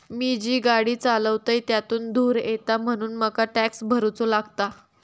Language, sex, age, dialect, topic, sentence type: Marathi, female, 41-45, Southern Konkan, banking, statement